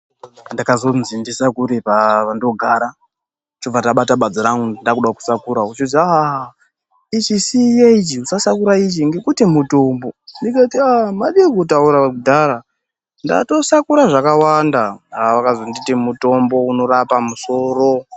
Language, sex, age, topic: Ndau, male, 36-49, health